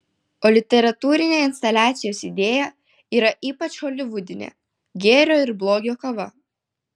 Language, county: Lithuanian, Vilnius